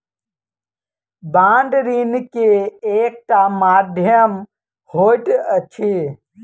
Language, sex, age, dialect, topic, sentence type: Maithili, male, 18-24, Southern/Standard, banking, statement